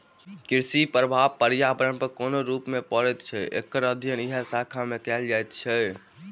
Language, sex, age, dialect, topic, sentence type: Maithili, male, 18-24, Southern/Standard, agriculture, statement